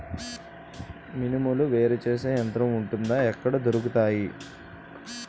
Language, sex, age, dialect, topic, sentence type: Telugu, male, 25-30, Utterandhra, agriculture, question